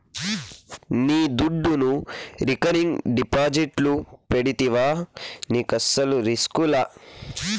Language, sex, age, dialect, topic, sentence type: Telugu, male, 18-24, Southern, banking, statement